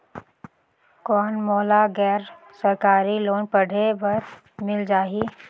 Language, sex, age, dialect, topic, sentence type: Chhattisgarhi, female, 18-24, Northern/Bhandar, banking, question